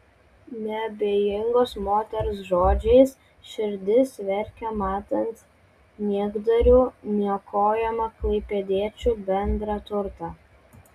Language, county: Lithuanian, Vilnius